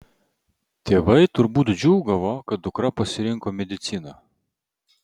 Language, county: Lithuanian, Vilnius